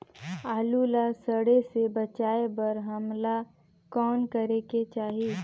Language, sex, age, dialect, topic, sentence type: Chhattisgarhi, female, 25-30, Northern/Bhandar, agriculture, question